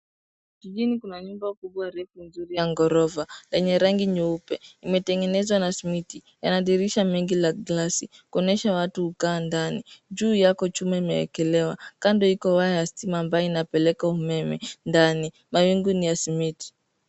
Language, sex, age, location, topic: Swahili, female, 18-24, Nairobi, finance